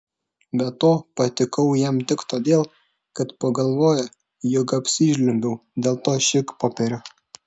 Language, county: Lithuanian, Šiauliai